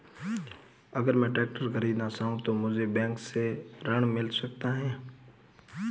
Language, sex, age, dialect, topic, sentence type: Hindi, male, 25-30, Marwari Dhudhari, banking, question